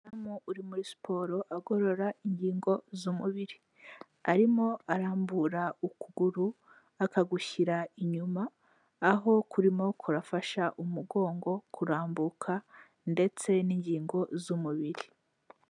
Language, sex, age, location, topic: Kinyarwanda, female, 18-24, Kigali, health